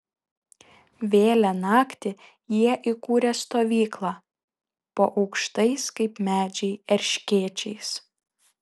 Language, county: Lithuanian, Šiauliai